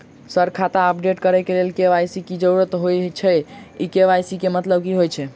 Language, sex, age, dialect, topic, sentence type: Maithili, male, 36-40, Southern/Standard, banking, question